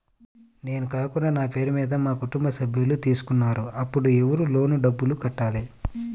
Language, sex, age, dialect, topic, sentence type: Telugu, male, 41-45, Central/Coastal, banking, question